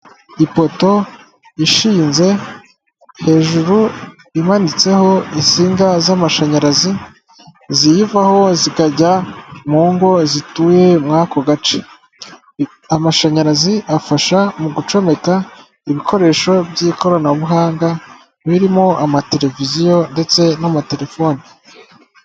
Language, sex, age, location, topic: Kinyarwanda, female, 18-24, Kigali, government